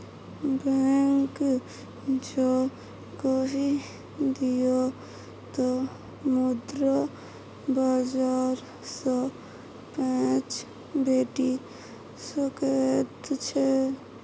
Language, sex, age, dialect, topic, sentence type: Maithili, female, 60-100, Bajjika, banking, statement